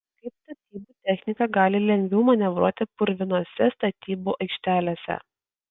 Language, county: Lithuanian, Kaunas